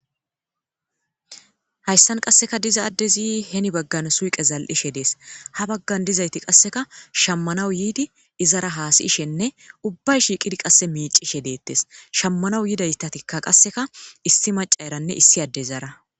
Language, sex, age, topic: Gamo, female, 18-24, agriculture